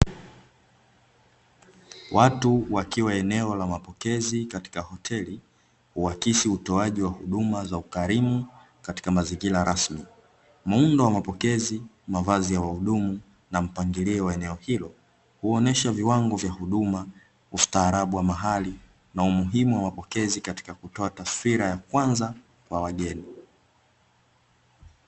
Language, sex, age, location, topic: Swahili, male, 18-24, Dar es Salaam, finance